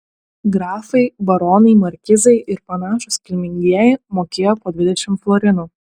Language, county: Lithuanian, Utena